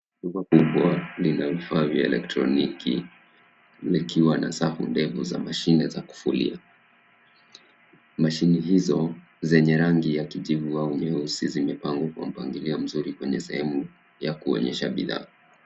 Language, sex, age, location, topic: Swahili, male, 25-35, Nairobi, finance